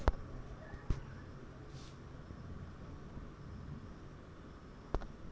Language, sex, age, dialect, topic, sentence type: Bengali, female, 18-24, Rajbangshi, banking, question